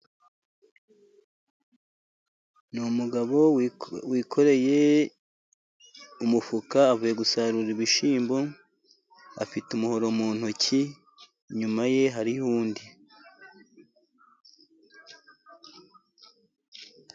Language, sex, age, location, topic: Kinyarwanda, male, 50+, Musanze, agriculture